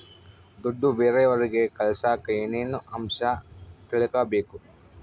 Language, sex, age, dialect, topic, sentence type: Kannada, male, 25-30, Central, banking, question